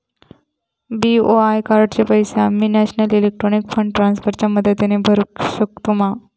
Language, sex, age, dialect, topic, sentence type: Marathi, female, 25-30, Southern Konkan, banking, question